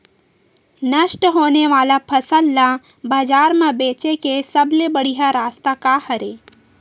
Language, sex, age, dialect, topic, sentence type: Chhattisgarhi, female, 18-24, Western/Budati/Khatahi, agriculture, statement